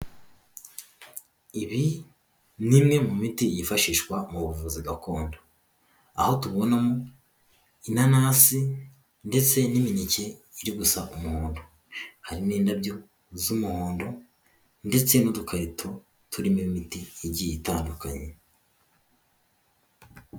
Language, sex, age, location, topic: Kinyarwanda, male, 18-24, Huye, health